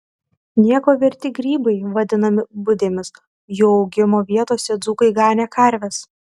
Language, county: Lithuanian, Tauragė